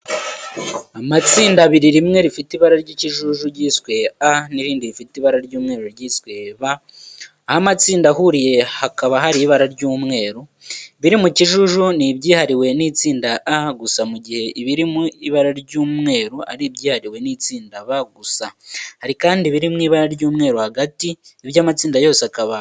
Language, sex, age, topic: Kinyarwanda, male, 18-24, education